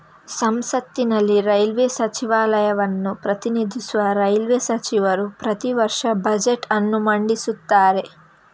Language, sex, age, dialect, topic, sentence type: Kannada, female, 18-24, Coastal/Dakshin, banking, statement